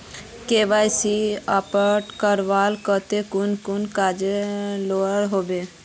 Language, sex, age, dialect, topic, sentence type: Magahi, female, 41-45, Northeastern/Surjapuri, banking, question